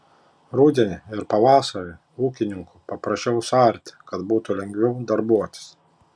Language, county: Lithuanian, Panevėžys